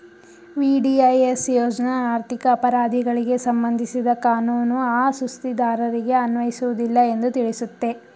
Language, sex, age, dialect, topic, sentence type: Kannada, female, 18-24, Mysore Kannada, banking, statement